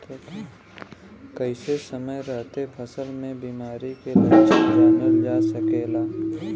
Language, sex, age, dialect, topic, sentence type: Bhojpuri, male, 18-24, Western, agriculture, question